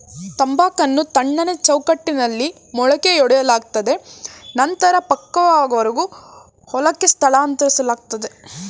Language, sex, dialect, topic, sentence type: Kannada, female, Mysore Kannada, agriculture, statement